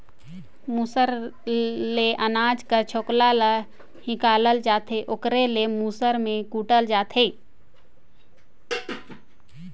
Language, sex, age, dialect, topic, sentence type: Chhattisgarhi, female, 60-100, Northern/Bhandar, agriculture, statement